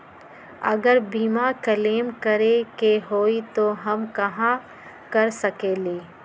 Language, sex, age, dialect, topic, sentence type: Magahi, female, 25-30, Western, banking, question